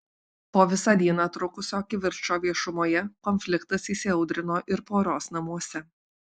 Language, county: Lithuanian, Alytus